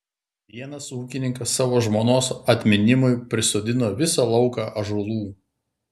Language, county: Lithuanian, Klaipėda